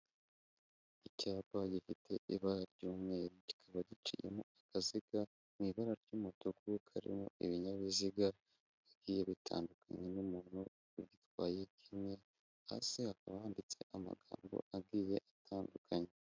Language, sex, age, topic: Kinyarwanda, male, 18-24, government